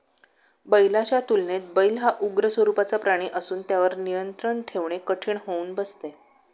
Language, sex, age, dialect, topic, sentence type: Marathi, female, 36-40, Standard Marathi, agriculture, statement